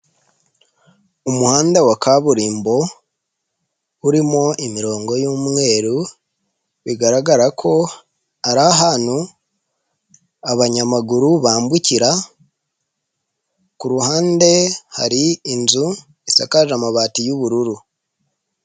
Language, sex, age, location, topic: Kinyarwanda, male, 25-35, Nyagatare, government